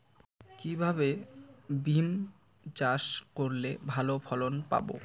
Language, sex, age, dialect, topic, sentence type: Bengali, male, 18-24, Rajbangshi, agriculture, question